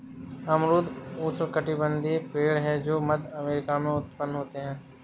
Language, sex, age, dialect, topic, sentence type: Hindi, male, 60-100, Awadhi Bundeli, agriculture, statement